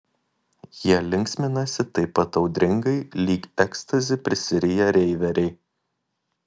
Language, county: Lithuanian, Kaunas